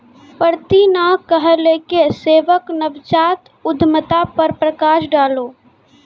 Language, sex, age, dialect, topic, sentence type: Maithili, female, 18-24, Angika, banking, statement